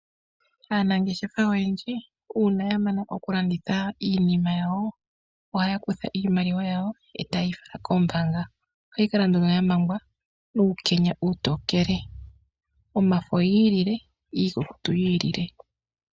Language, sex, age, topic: Oshiwambo, female, 25-35, finance